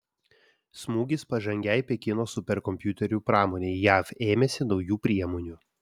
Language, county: Lithuanian, Vilnius